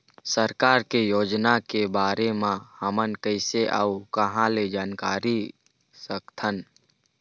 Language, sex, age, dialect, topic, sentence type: Chhattisgarhi, male, 60-100, Eastern, agriculture, question